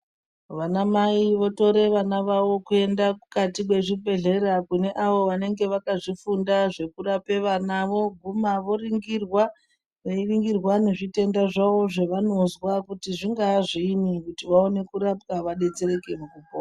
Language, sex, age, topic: Ndau, female, 36-49, health